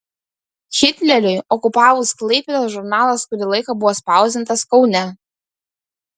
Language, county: Lithuanian, Kaunas